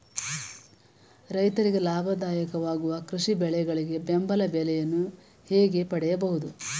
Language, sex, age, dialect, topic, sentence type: Kannada, female, 18-24, Mysore Kannada, agriculture, question